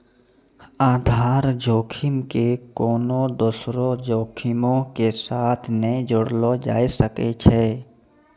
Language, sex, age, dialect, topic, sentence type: Maithili, male, 25-30, Angika, banking, statement